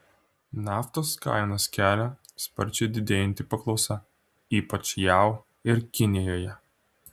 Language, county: Lithuanian, Klaipėda